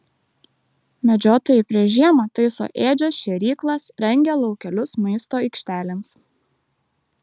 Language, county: Lithuanian, Kaunas